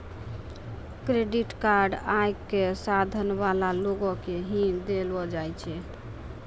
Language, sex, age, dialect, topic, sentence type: Maithili, female, 25-30, Angika, banking, statement